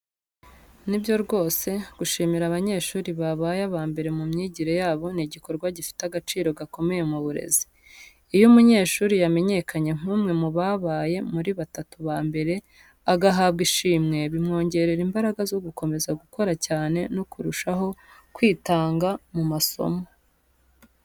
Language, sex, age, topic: Kinyarwanda, female, 18-24, education